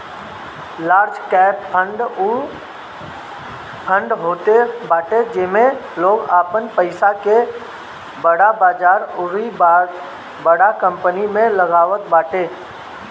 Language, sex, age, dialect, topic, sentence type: Bhojpuri, male, 60-100, Northern, banking, statement